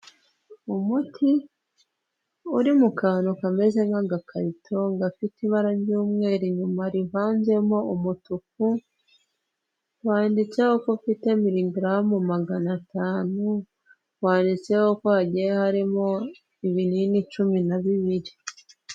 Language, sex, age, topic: Kinyarwanda, female, 18-24, health